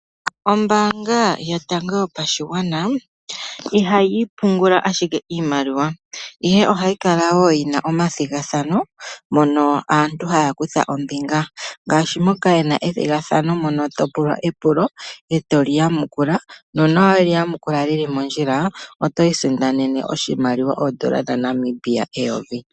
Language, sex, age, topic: Oshiwambo, male, 36-49, finance